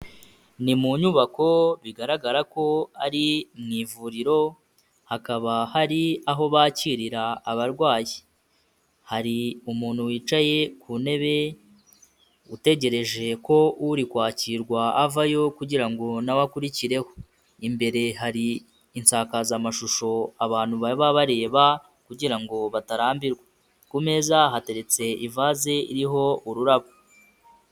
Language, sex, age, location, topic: Kinyarwanda, male, 25-35, Kigali, health